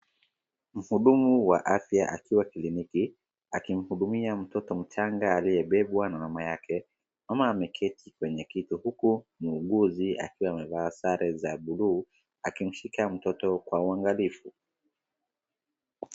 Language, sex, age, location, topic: Swahili, male, 36-49, Wajir, health